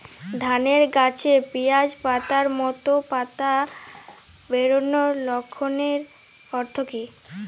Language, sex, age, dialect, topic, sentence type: Bengali, female, <18, Jharkhandi, agriculture, question